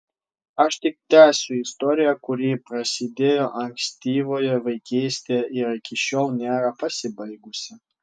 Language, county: Lithuanian, Vilnius